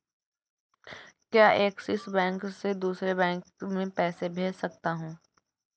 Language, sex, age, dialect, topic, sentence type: Hindi, female, 18-24, Awadhi Bundeli, banking, question